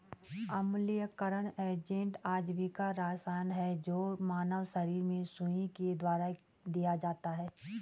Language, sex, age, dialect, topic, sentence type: Hindi, female, 36-40, Garhwali, agriculture, statement